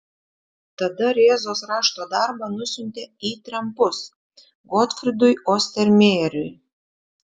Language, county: Lithuanian, Šiauliai